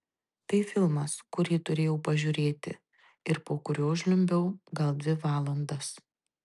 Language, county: Lithuanian, Tauragė